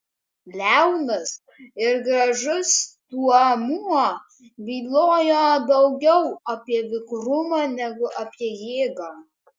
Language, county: Lithuanian, Kaunas